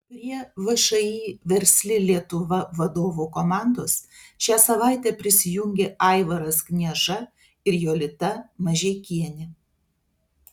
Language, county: Lithuanian, Telšiai